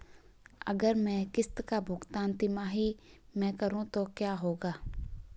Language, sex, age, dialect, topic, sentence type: Hindi, female, 18-24, Marwari Dhudhari, banking, question